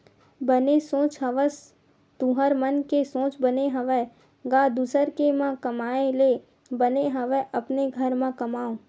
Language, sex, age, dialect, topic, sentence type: Chhattisgarhi, female, 18-24, Western/Budati/Khatahi, agriculture, statement